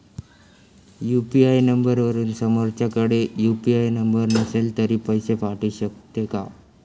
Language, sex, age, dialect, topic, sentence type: Marathi, male, <18, Standard Marathi, banking, question